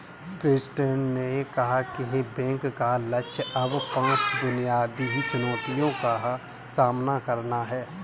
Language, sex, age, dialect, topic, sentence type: Hindi, male, 31-35, Kanauji Braj Bhasha, banking, statement